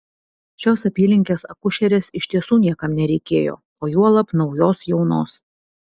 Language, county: Lithuanian, Vilnius